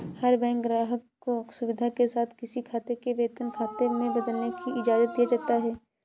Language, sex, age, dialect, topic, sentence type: Hindi, female, 56-60, Kanauji Braj Bhasha, banking, statement